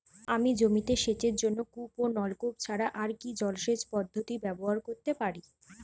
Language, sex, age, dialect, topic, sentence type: Bengali, female, 25-30, Standard Colloquial, agriculture, question